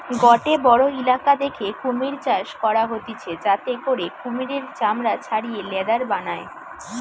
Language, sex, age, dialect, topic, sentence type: Bengali, female, 18-24, Western, agriculture, statement